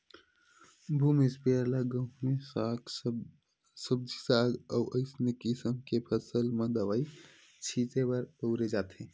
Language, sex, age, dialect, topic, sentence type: Chhattisgarhi, male, 18-24, Western/Budati/Khatahi, agriculture, statement